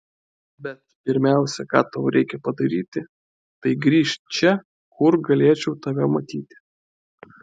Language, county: Lithuanian, Klaipėda